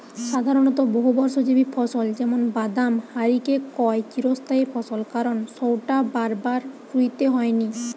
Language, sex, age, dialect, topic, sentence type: Bengali, female, 18-24, Western, agriculture, statement